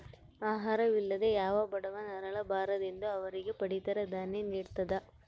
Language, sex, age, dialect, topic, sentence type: Kannada, female, 18-24, Central, agriculture, statement